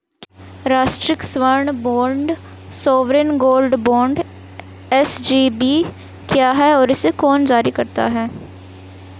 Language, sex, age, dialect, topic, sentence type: Hindi, female, 18-24, Hindustani Malvi Khadi Boli, banking, question